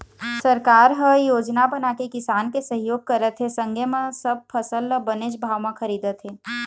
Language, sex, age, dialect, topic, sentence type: Chhattisgarhi, female, 18-24, Eastern, agriculture, statement